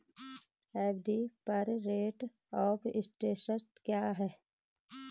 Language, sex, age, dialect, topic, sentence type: Hindi, female, 36-40, Garhwali, banking, question